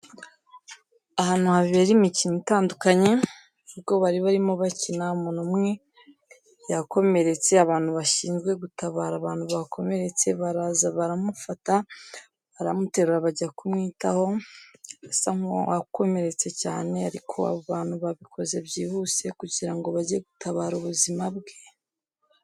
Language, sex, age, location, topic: Kinyarwanda, female, 18-24, Huye, health